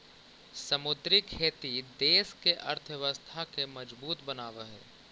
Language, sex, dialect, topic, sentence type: Magahi, male, Central/Standard, agriculture, statement